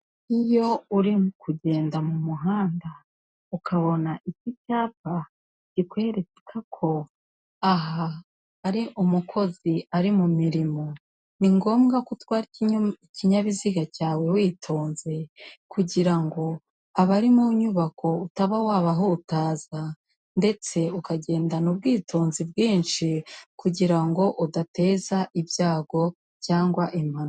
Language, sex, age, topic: Kinyarwanda, female, 36-49, government